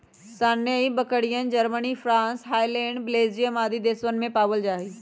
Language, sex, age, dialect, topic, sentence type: Magahi, female, 25-30, Western, agriculture, statement